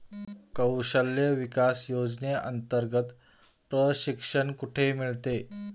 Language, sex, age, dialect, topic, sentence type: Marathi, male, 41-45, Standard Marathi, banking, question